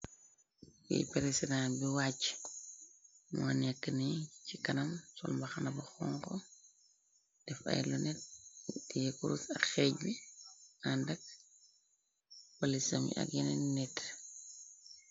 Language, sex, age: Wolof, female, 36-49